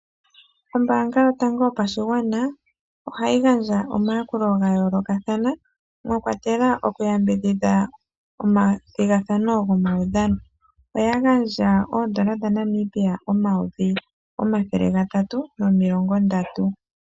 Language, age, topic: Oshiwambo, 36-49, finance